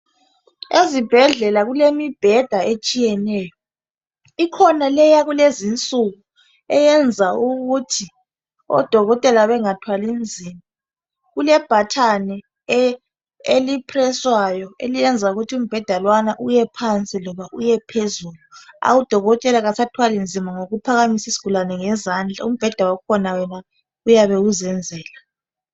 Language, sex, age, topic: North Ndebele, male, 25-35, health